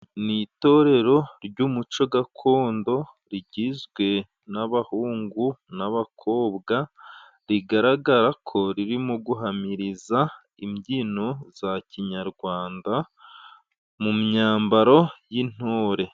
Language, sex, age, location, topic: Kinyarwanda, male, 25-35, Musanze, government